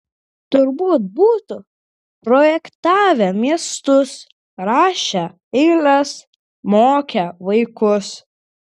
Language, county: Lithuanian, Klaipėda